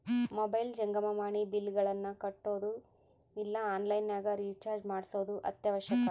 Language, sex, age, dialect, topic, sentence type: Kannada, female, 31-35, Central, banking, statement